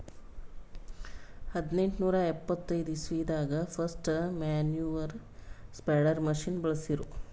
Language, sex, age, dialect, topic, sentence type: Kannada, female, 36-40, Northeastern, agriculture, statement